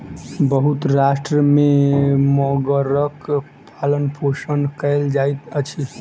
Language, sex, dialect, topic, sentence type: Maithili, male, Southern/Standard, agriculture, statement